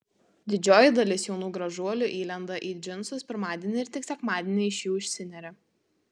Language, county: Lithuanian, Tauragė